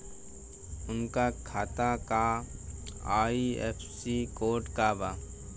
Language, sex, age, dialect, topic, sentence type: Bhojpuri, male, 18-24, Western, banking, question